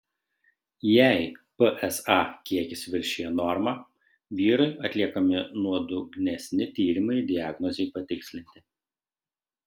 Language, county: Lithuanian, Šiauliai